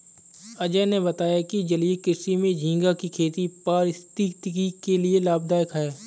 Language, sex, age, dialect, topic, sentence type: Hindi, male, 25-30, Marwari Dhudhari, agriculture, statement